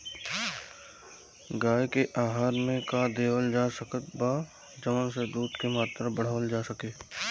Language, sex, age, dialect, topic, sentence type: Bhojpuri, male, 25-30, Southern / Standard, agriculture, question